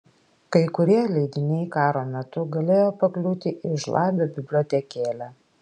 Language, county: Lithuanian, Klaipėda